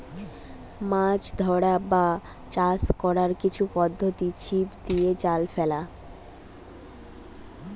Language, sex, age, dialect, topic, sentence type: Bengali, female, 18-24, Western, agriculture, statement